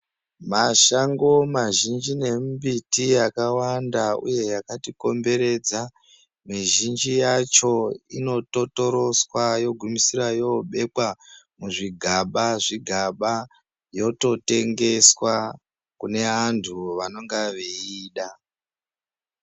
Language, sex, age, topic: Ndau, female, 25-35, health